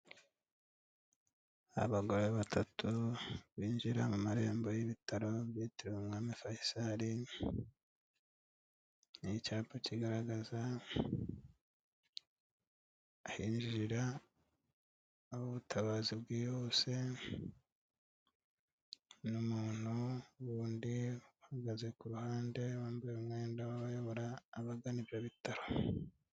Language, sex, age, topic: Kinyarwanda, male, 36-49, health